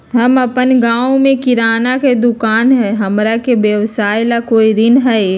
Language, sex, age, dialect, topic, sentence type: Magahi, female, 25-30, Southern, banking, question